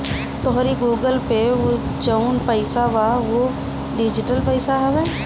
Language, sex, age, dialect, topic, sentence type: Bhojpuri, female, 60-100, Northern, banking, statement